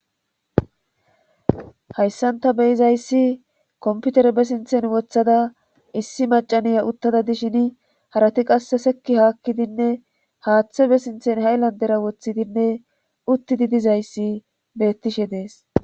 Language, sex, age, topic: Gamo, female, 18-24, government